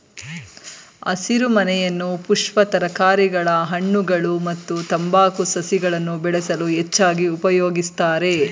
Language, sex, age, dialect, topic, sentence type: Kannada, female, 36-40, Mysore Kannada, agriculture, statement